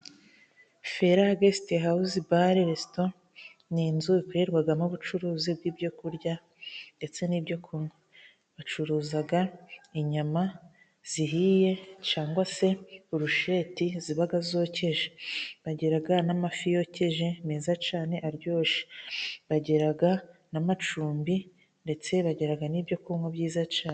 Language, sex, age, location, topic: Kinyarwanda, female, 25-35, Musanze, finance